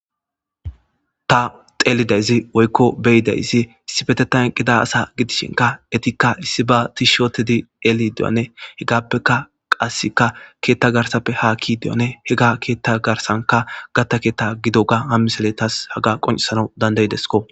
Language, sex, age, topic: Gamo, female, 18-24, government